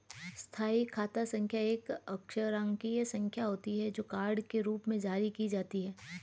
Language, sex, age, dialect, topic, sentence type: Hindi, female, 31-35, Hindustani Malvi Khadi Boli, banking, statement